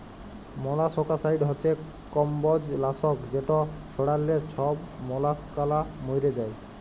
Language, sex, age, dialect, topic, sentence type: Bengali, male, 18-24, Jharkhandi, agriculture, statement